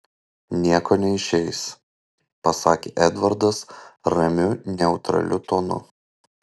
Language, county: Lithuanian, Panevėžys